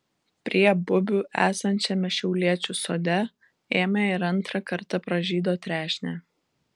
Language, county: Lithuanian, Vilnius